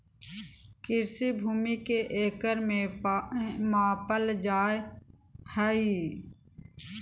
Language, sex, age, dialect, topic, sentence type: Magahi, female, 41-45, Southern, agriculture, statement